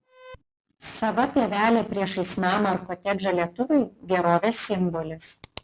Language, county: Lithuanian, Panevėžys